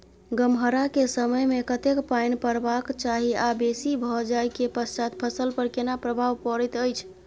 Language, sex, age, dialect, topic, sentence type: Maithili, female, 31-35, Bajjika, agriculture, question